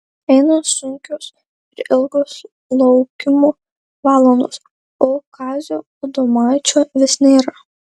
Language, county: Lithuanian, Marijampolė